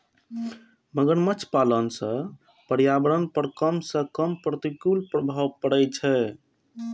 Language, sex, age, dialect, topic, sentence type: Maithili, male, 25-30, Eastern / Thethi, agriculture, statement